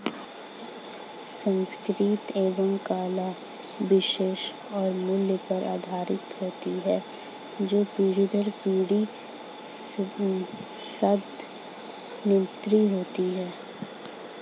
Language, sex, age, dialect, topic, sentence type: Hindi, female, 25-30, Hindustani Malvi Khadi Boli, banking, statement